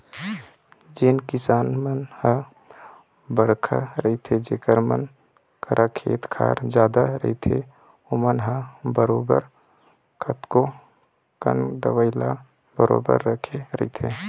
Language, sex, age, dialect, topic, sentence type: Chhattisgarhi, male, 25-30, Eastern, agriculture, statement